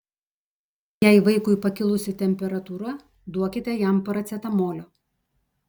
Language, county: Lithuanian, Telšiai